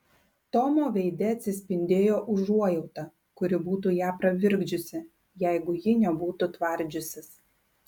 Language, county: Lithuanian, Klaipėda